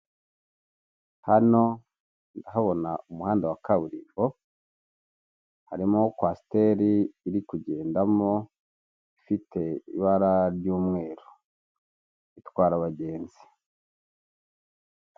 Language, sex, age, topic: Kinyarwanda, male, 50+, government